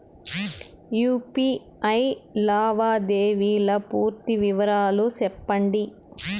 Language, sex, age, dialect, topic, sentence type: Telugu, male, 46-50, Southern, banking, question